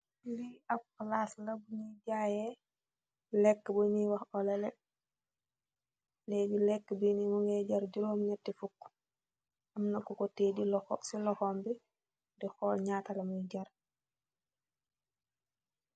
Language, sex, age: Wolof, female, 18-24